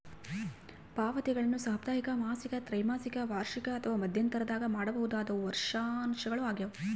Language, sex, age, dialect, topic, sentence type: Kannada, female, 18-24, Central, banking, statement